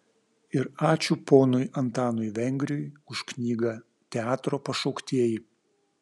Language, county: Lithuanian, Vilnius